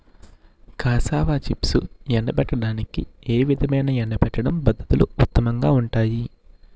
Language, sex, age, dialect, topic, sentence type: Telugu, male, 41-45, Utterandhra, agriculture, question